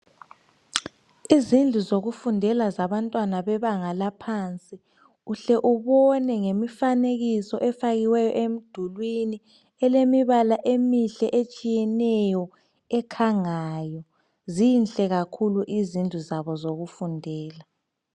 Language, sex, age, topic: North Ndebele, male, 36-49, education